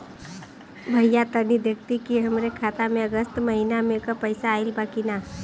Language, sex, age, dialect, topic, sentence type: Bhojpuri, female, 25-30, Western, banking, question